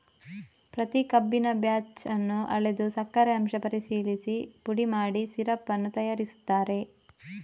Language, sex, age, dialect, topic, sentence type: Kannada, female, 18-24, Coastal/Dakshin, agriculture, statement